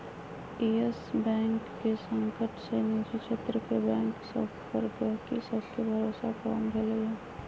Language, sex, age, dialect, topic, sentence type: Magahi, female, 31-35, Western, banking, statement